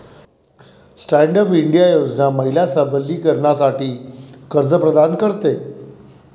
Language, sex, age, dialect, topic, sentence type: Marathi, male, 41-45, Varhadi, banking, statement